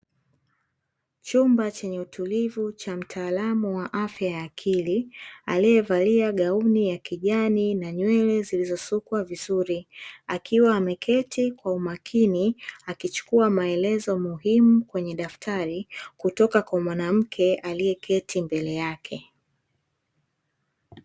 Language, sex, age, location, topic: Swahili, female, 25-35, Dar es Salaam, health